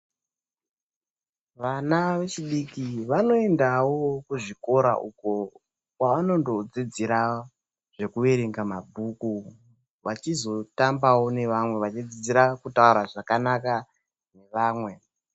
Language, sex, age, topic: Ndau, male, 18-24, education